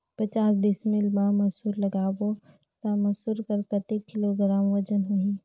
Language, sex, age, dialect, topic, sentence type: Chhattisgarhi, female, 31-35, Northern/Bhandar, agriculture, question